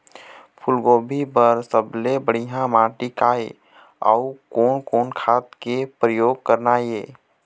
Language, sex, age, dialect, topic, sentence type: Chhattisgarhi, male, 18-24, Eastern, agriculture, question